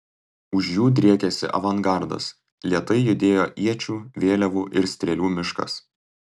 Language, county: Lithuanian, Tauragė